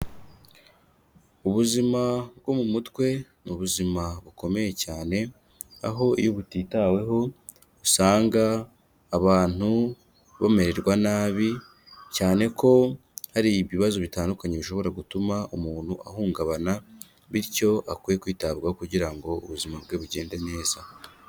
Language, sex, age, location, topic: Kinyarwanda, male, 25-35, Kigali, health